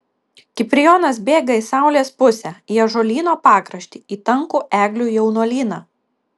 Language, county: Lithuanian, Kaunas